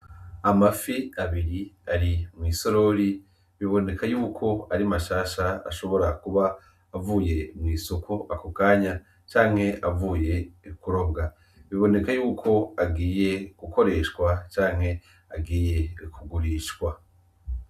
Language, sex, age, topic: Rundi, male, 25-35, agriculture